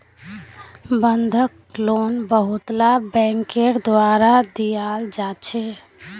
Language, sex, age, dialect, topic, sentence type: Magahi, female, 18-24, Northeastern/Surjapuri, banking, statement